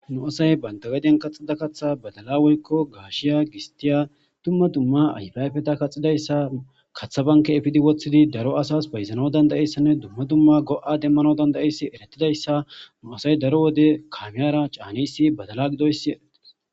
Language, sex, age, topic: Gamo, male, 18-24, agriculture